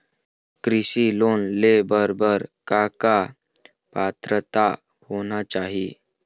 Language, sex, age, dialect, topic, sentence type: Chhattisgarhi, male, 60-100, Eastern, banking, question